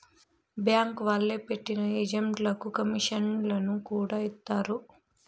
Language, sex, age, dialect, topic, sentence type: Telugu, female, 18-24, Southern, banking, statement